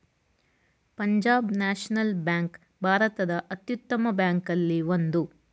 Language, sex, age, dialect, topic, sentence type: Kannada, female, 41-45, Mysore Kannada, banking, statement